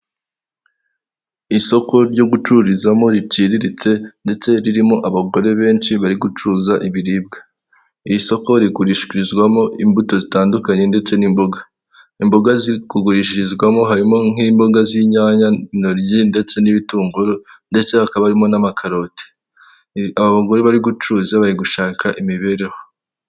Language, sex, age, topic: Kinyarwanda, male, 18-24, finance